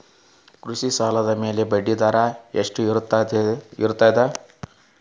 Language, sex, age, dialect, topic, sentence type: Kannada, male, 36-40, Dharwad Kannada, banking, question